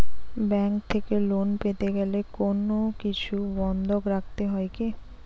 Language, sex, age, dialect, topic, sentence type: Bengali, female, 18-24, Rajbangshi, banking, question